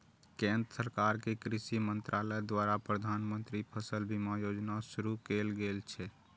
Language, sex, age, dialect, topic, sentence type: Maithili, male, 31-35, Eastern / Thethi, banking, statement